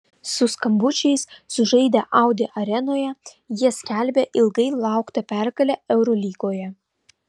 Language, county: Lithuanian, Vilnius